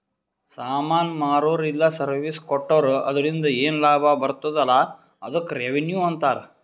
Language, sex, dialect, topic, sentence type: Kannada, male, Northeastern, banking, statement